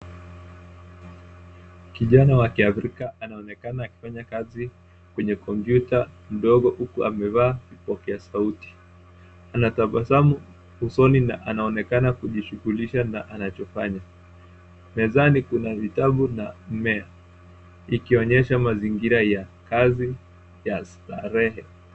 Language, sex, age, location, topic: Swahili, male, 18-24, Nairobi, education